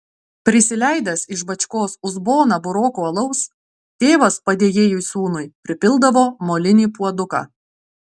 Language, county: Lithuanian, Klaipėda